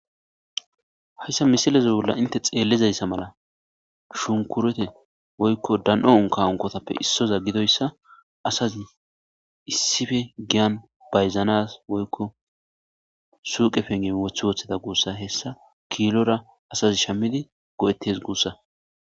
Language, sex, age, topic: Gamo, male, 25-35, agriculture